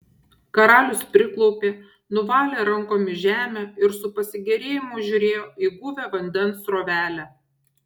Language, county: Lithuanian, Šiauliai